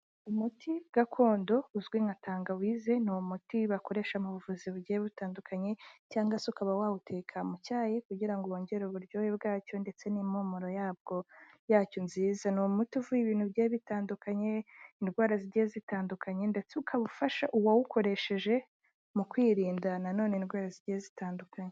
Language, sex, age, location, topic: Kinyarwanda, female, 18-24, Kigali, health